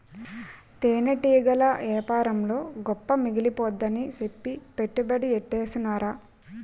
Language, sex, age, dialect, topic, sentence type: Telugu, female, 41-45, Utterandhra, agriculture, statement